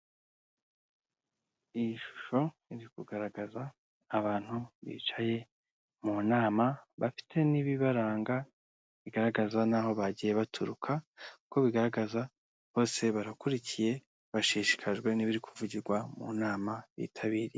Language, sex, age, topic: Kinyarwanda, male, 25-35, government